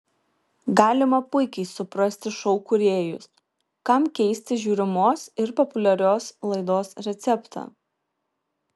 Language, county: Lithuanian, Kaunas